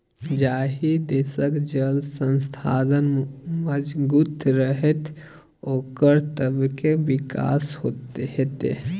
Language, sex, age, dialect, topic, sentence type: Maithili, male, 18-24, Bajjika, agriculture, statement